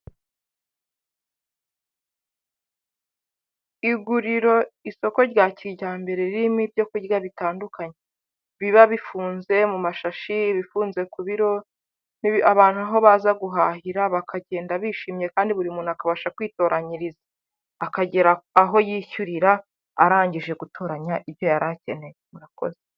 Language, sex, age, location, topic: Kinyarwanda, female, 25-35, Huye, finance